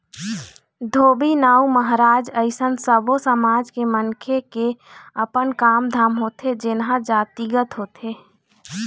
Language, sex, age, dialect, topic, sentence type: Chhattisgarhi, female, 25-30, Eastern, banking, statement